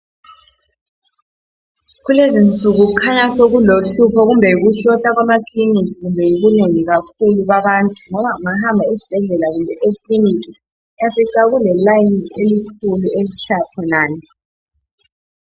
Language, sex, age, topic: North Ndebele, female, 18-24, health